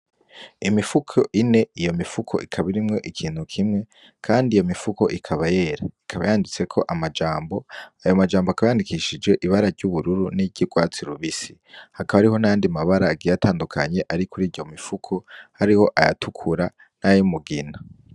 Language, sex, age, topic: Rundi, female, 18-24, agriculture